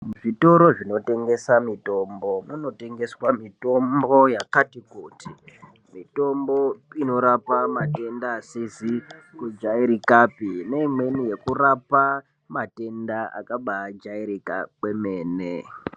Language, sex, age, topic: Ndau, male, 18-24, health